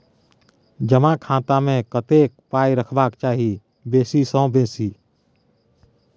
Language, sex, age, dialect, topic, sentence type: Maithili, male, 31-35, Bajjika, banking, statement